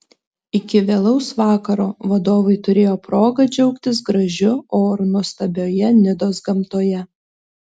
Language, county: Lithuanian, Telšiai